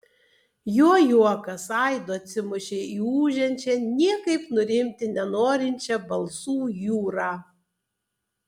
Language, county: Lithuanian, Tauragė